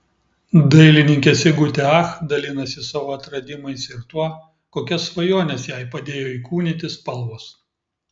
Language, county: Lithuanian, Klaipėda